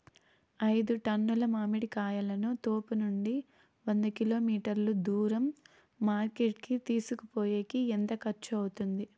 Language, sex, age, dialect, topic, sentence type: Telugu, female, 18-24, Southern, agriculture, question